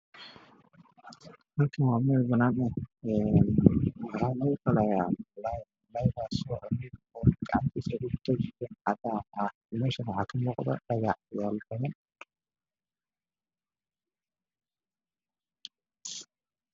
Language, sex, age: Somali, male, 18-24